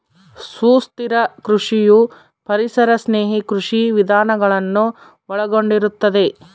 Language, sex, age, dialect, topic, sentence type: Kannada, female, 25-30, Central, agriculture, statement